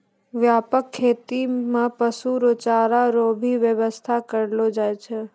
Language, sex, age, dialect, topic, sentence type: Maithili, female, 18-24, Angika, agriculture, statement